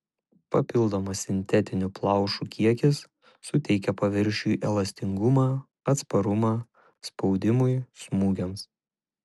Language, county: Lithuanian, Šiauliai